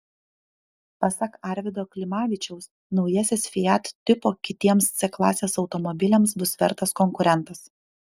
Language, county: Lithuanian, Panevėžys